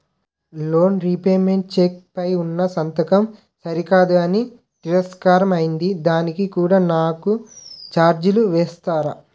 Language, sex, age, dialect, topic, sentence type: Telugu, male, 18-24, Utterandhra, banking, question